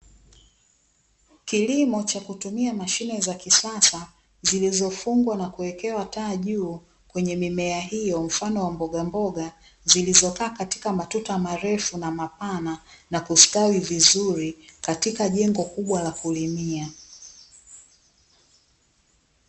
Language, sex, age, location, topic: Swahili, female, 25-35, Dar es Salaam, agriculture